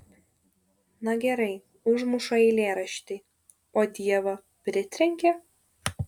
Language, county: Lithuanian, Šiauliai